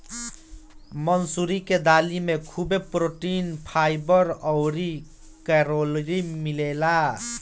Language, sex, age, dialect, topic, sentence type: Bhojpuri, male, 60-100, Northern, agriculture, statement